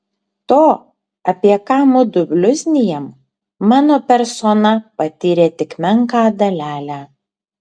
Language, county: Lithuanian, Kaunas